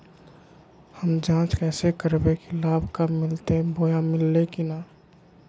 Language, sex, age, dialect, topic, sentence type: Magahi, male, 36-40, Southern, banking, question